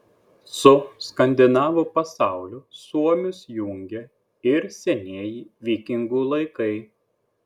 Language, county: Lithuanian, Klaipėda